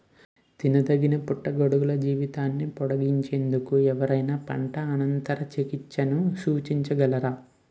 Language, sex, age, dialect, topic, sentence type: Telugu, male, 18-24, Utterandhra, agriculture, question